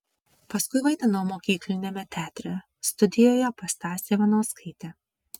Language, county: Lithuanian, Vilnius